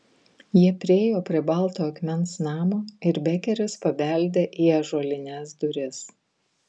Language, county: Lithuanian, Vilnius